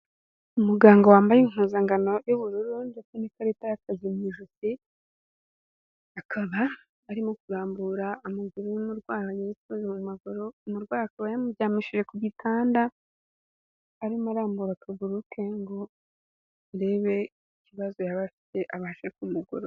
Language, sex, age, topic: Kinyarwanda, female, 18-24, health